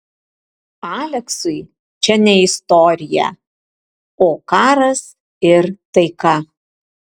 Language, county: Lithuanian, Vilnius